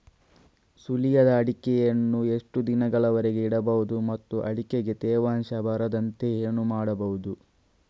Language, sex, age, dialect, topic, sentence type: Kannada, male, 31-35, Coastal/Dakshin, agriculture, question